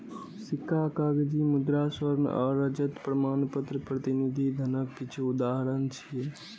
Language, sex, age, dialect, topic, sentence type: Maithili, male, 18-24, Eastern / Thethi, banking, statement